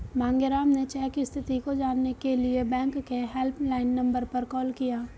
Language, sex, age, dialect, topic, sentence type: Hindi, female, 25-30, Hindustani Malvi Khadi Boli, banking, statement